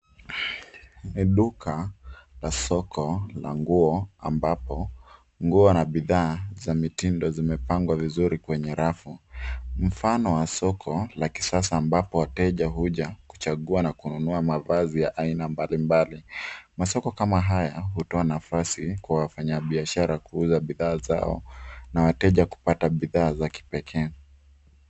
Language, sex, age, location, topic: Swahili, male, 25-35, Nairobi, finance